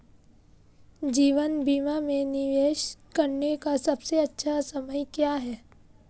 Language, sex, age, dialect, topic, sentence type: Hindi, female, 18-24, Marwari Dhudhari, banking, question